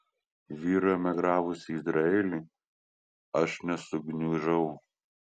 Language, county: Lithuanian, Kaunas